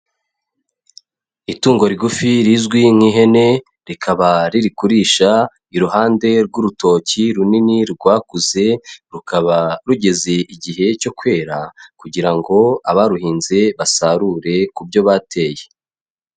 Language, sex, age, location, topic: Kinyarwanda, male, 36-49, Kigali, agriculture